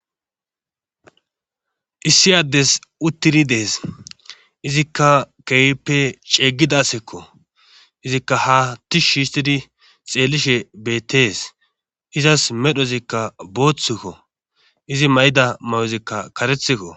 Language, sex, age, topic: Gamo, male, 25-35, government